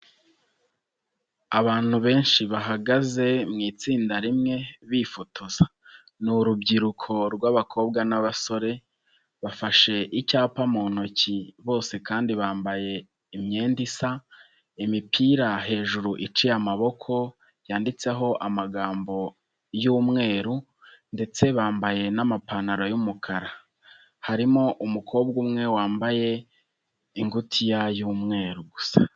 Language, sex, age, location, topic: Kinyarwanda, male, 25-35, Nyagatare, health